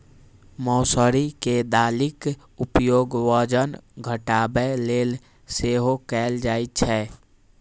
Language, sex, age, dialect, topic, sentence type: Maithili, male, 18-24, Eastern / Thethi, agriculture, statement